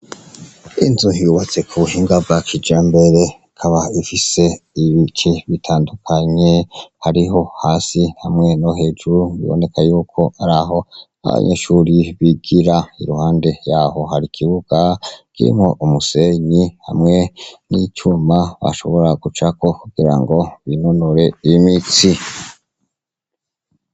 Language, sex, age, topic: Rundi, male, 25-35, education